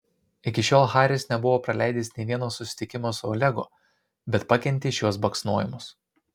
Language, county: Lithuanian, Marijampolė